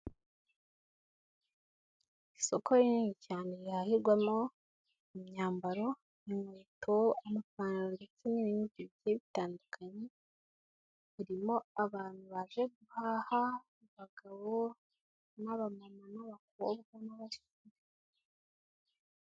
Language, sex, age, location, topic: Kinyarwanda, female, 18-24, Kigali, finance